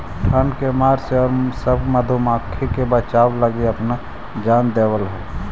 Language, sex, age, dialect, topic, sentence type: Magahi, male, 18-24, Central/Standard, agriculture, statement